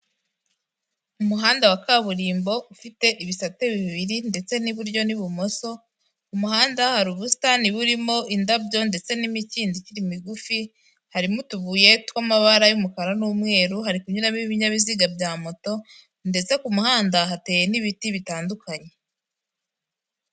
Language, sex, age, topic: Kinyarwanda, female, 18-24, government